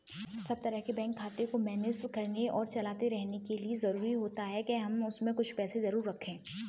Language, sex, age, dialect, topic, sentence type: Hindi, female, 18-24, Kanauji Braj Bhasha, banking, statement